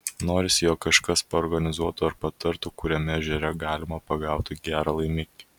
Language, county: Lithuanian, Kaunas